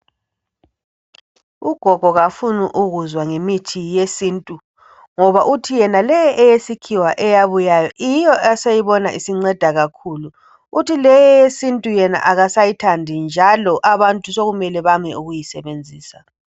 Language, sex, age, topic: North Ndebele, female, 36-49, health